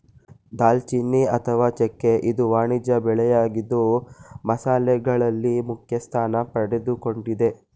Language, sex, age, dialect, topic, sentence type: Kannada, male, 18-24, Mysore Kannada, agriculture, statement